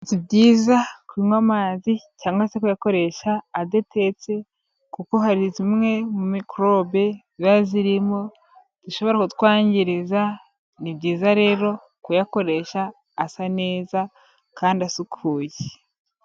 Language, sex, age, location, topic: Kinyarwanda, female, 25-35, Kigali, health